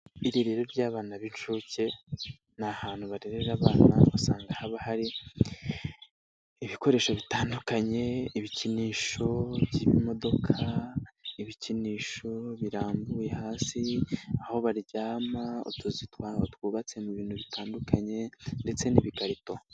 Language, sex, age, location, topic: Kinyarwanda, male, 18-24, Nyagatare, education